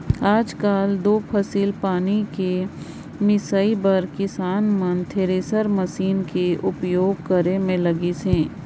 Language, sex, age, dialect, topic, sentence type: Chhattisgarhi, female, 56-60, Northern/Bhandar, agriculture, statement